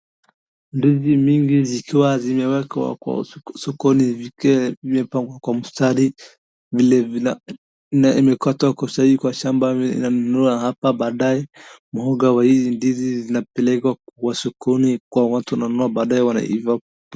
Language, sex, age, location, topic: Swahili, male, 18-24, Wajir, agriculture